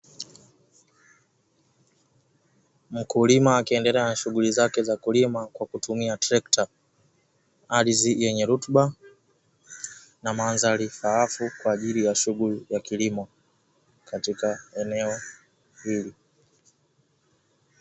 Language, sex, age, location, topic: Swahili, male, 18-24, Dar es Salaam, agriculture